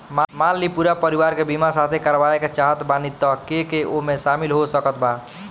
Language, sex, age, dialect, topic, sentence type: Bhojpuri, male, 18-24, Southern / Standard, banking, question